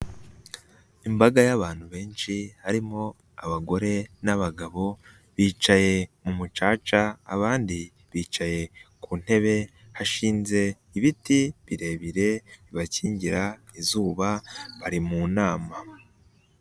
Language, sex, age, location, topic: Kinyarwanda, male, 18-24, Nyagatare, government